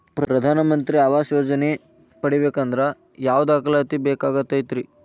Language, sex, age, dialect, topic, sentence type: Kannada, male, 18-24, Dharwad Kannada, banking, question